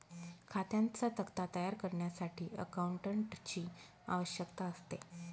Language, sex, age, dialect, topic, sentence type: Marathi, female, 18-24, Northern Konkan, banking, statement